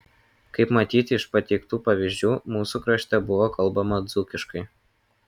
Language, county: Lithuanian, Kaunas